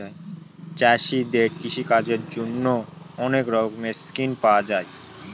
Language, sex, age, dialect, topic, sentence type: Bengali, male, 18-24, Northern/Varendri, agriculture, statement